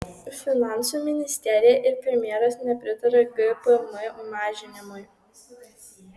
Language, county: Lithuanian, Kaunas